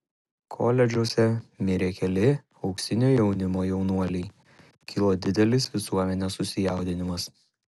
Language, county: Lithuanian, Šiauliai